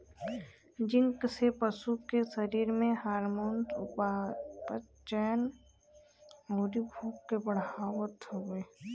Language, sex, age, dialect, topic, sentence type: Bhojpuri, female, 25-30, Western, agriculture, statement